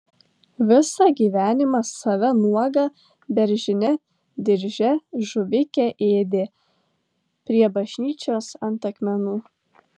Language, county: Lithuanian, Tauragė